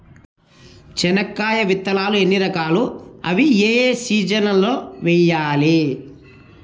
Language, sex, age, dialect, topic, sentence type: Telugu, male, 31-35, Southern, agriculture, question